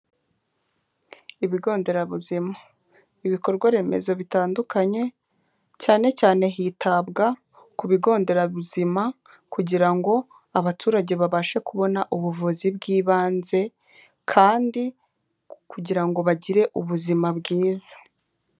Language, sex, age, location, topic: Kinyarwanda, female, 25-35, Kigali, health